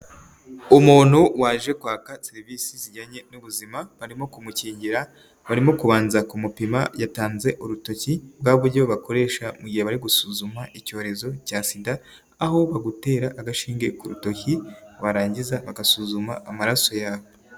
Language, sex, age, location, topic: Kinyarwanda, male, 36-49, Nyagatare, health